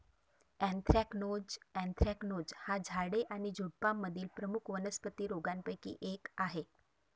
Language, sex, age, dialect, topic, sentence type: Marathi, female, 36-40, Varhadi, agriculture, statement